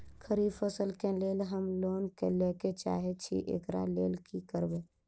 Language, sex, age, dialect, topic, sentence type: Maithili, female, 18-24, Southern/Standard, agriculture, question